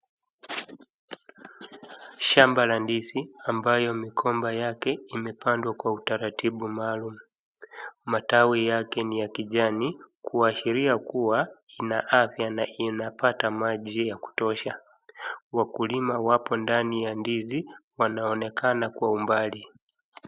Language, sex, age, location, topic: Swahili, male, 25-35, Wajir, agriculture